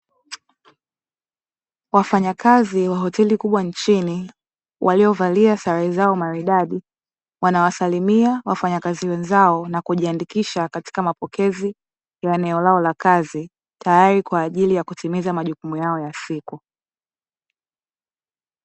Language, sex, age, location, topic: Swahili, female, 18-24, Dar es Salaam, finance